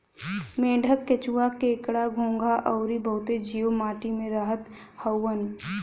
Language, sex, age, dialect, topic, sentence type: Bhojpuri, female, 18-24, Western, agriculture, statement